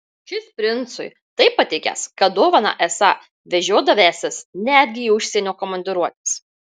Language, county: Lithuanian, Marijampolė